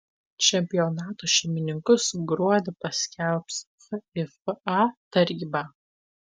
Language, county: Lithuanian, Tauragė